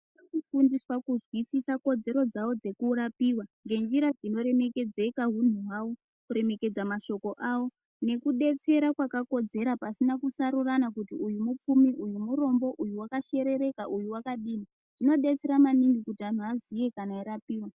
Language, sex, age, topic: Ndau, female, 18-24, health